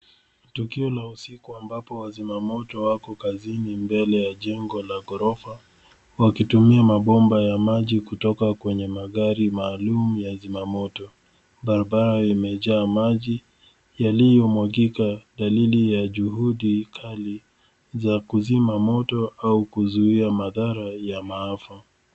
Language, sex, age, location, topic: Swahili, male, 36-49, Nairobi, health